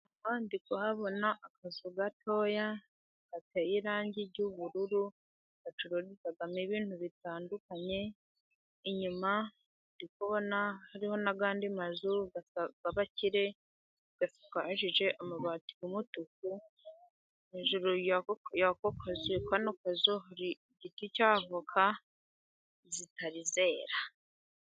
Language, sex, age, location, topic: Kinyarwanda, female, 50+, Musanze, finance